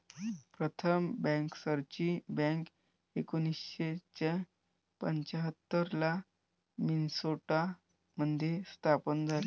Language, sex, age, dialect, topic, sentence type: Marathi, male, 18-24, Varhadi, banking, statement